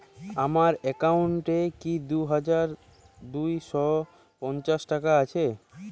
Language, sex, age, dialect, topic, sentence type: Bengali, male, 18-24, Jharkhandi, banking, question